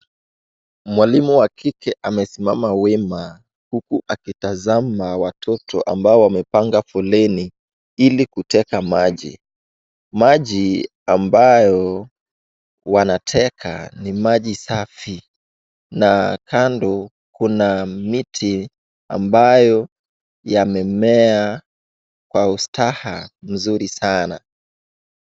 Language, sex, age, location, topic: Swahili, male, 18-24, Wajir, health